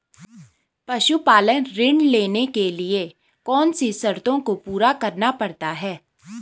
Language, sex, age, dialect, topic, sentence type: Hindi, female, 18-24, Garhwali, agriculture, question